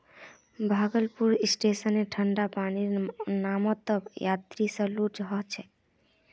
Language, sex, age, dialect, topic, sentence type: Magahi, female, 46-50, Northeastern/Surjapuri, agriculture, statement